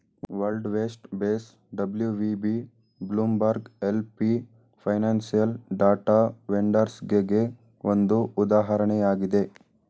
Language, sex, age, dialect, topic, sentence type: Kannada, male, 18-24, Mysore Kannada, banking, statement